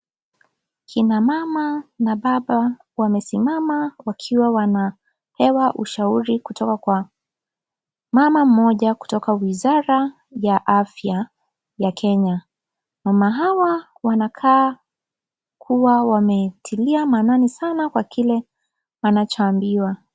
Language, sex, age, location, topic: Swahili, female, 25-35, Kisii, health